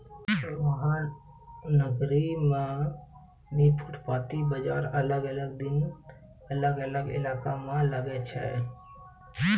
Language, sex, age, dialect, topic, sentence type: Maithili, male, 25-30, Angika, agriculture, statement